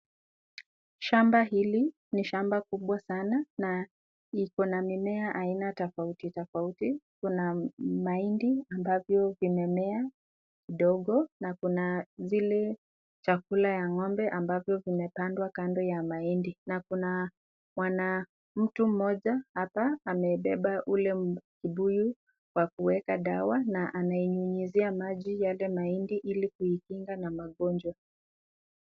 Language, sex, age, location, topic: Swahili, female, 25-35, Nakuru, health